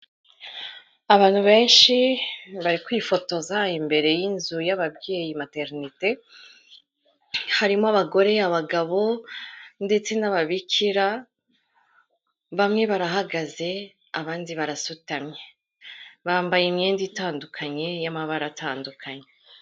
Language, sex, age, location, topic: Kinyarwanda, female, 36-49, Kigali, health